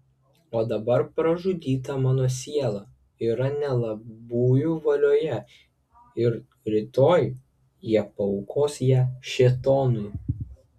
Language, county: Lithuanian, Klaipėda